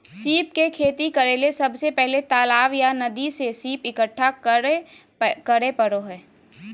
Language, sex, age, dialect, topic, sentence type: Magahi, female, 18-24, Southern, agriculture, statement